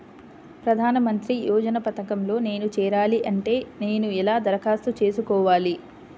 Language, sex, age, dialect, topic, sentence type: Telugu, female, 25-30, Central/Coastal, banking, question